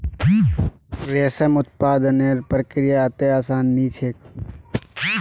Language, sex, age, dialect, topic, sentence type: Magahi, male, 18-24, Northeastern/Surjapuri, agriculture, statement